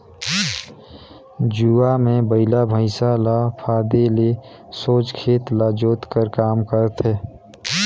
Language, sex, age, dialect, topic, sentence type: Chhattisgarhi, male, 31-35, Northern/Bhandar, agriculture, statement